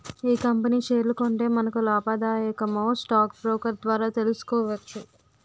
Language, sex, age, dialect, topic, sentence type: Telugu, female, 18-24, Utterandhra, banking, statement